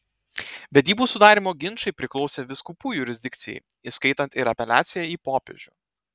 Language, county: Lithuanian, Telšiai